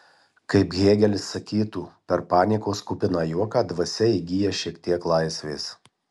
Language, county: Lithuanian, Marijampolė